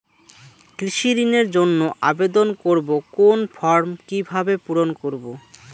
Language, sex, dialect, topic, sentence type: Bengali, male, Rajbangshi, agriculture, question